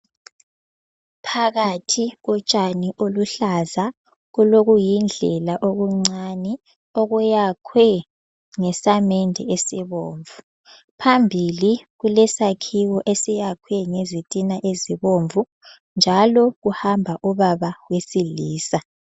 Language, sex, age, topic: North Ndebele, female, 18-24, education